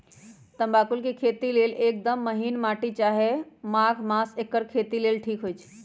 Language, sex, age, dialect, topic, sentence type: Magahi, male, 18-24, Western, agriculture, statement